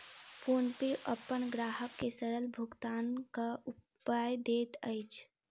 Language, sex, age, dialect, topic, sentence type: Maithili, female, 25-30, Southern/Standard, banking, statement